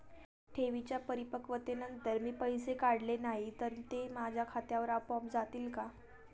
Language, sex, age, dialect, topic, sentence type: Marathi, female, 18-24, Standard Marathi, banking, question